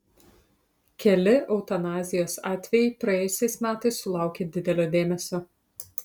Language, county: Lithuanian, Utena